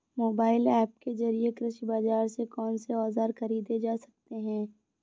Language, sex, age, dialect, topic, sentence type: Hindi, female, 25-30, Awadhi Bundeli, agriculture, question